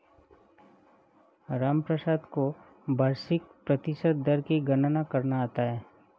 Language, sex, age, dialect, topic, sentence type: Hindi, male, 36-40, Awadhi Bundeli, banking, statement